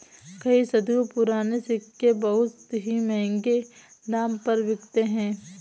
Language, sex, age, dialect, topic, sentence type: Hindi, female, 60-100, Awadhi Bundeli, banking, statement